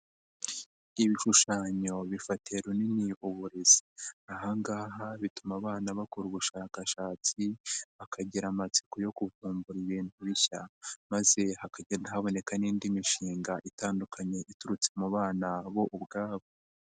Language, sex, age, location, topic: Kinyarwanda, male, 50+, Nyagatare, education